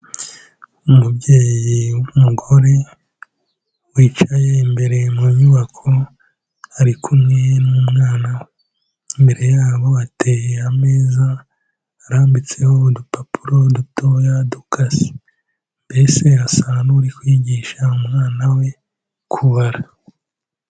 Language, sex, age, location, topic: Kinyarwanda, male, 18-24, Kigali, health